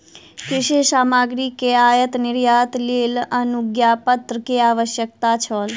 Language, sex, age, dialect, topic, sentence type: Maithili, female, 18-24, Southern/Standard, agriculture, statement